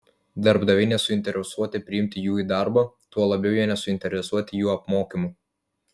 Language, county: Lithuanian, Vilnius